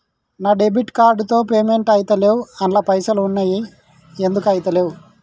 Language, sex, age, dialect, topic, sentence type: Telugu, male, 31-35, Telangana, banking, question